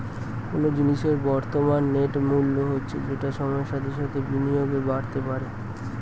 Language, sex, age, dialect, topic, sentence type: Bengali, male, 25-30, Standard Colloquial, banking, statement